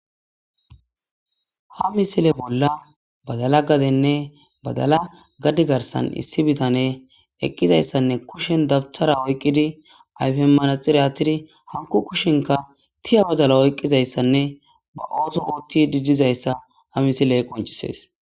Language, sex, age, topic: Gamo, female, 18-24, agriculture